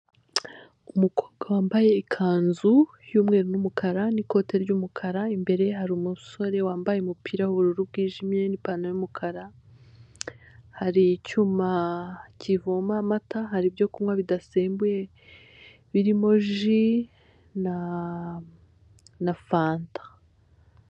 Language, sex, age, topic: Kinyarwanda, female, 25-35, finance